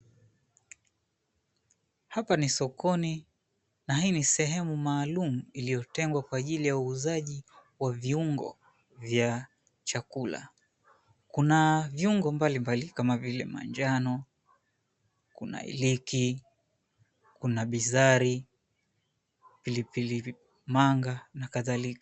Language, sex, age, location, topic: Swahili, male, 25-35, Mombasa, agriculture